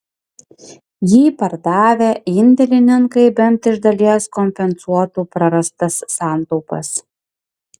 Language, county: Lithuanian, Klaipėda